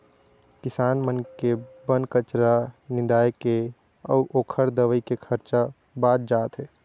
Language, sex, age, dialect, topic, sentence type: Chhattisgarhi, male, 25-30, Eastern, agriculture, statement